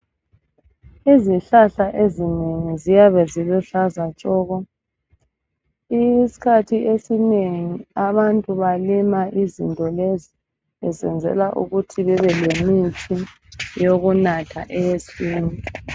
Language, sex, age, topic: North Ndebele, female, 25-35, health